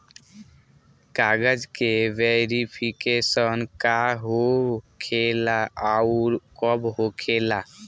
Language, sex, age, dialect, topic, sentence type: Bhojpuri, male, <18, Southern / Standard, banking, question